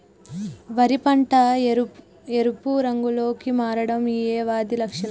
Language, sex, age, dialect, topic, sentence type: Telugu, female, 41-45, Telangana, agriculture, question